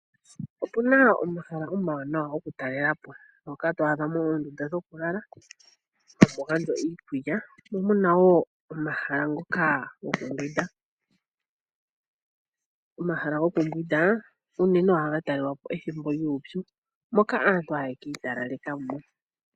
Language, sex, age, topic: Oshiwambo, female, 25-35, finance